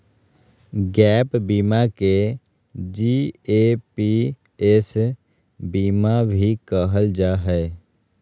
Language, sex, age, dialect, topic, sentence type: Magahi, male, 18-24, Southern, banking, statement